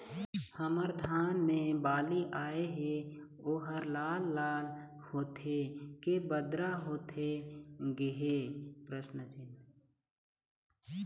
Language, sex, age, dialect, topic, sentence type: Chhattisgarhi, male, 36-40, Eastern, agriculture, question